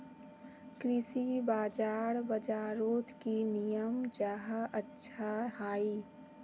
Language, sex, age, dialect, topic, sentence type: Magahi, female, 18-24, Northeastern/Surjapuri, agriculture, question